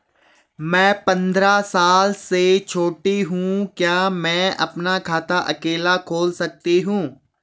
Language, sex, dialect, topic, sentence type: Hindi, male, Garhwali, banking, question